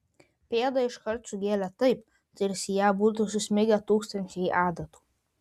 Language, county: Lithuanian, Vilnius